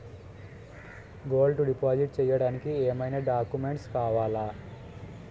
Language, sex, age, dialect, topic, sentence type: Telugu, male, 18-24, Utterandhra, banking, question